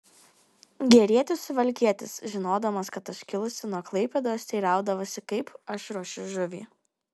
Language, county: Lithuanian, Kaunas